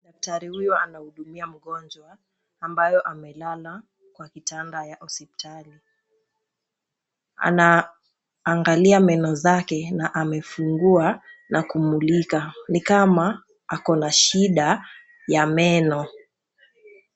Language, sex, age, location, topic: Swahili, female, 18-24, Nakuru, health